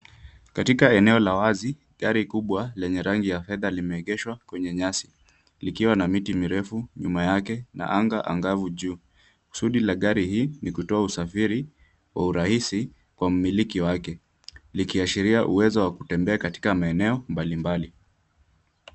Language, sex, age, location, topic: Swahili, male, 18-24, Kisumu, finance